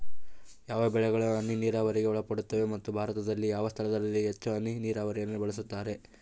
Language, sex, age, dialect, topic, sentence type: Kannada, male, 18-24, Central, agriculture, question